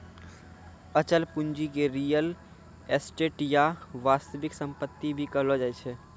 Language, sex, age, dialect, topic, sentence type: Maithili, male, 18-24, Angika, banking, statement